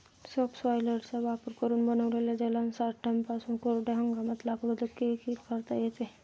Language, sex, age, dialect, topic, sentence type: Marathi, male, 51-55, Standard Marathi, agriculture, statement